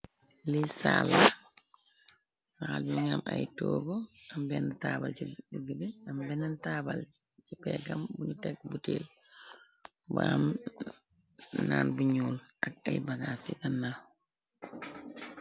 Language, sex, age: Wolof, female, 36-49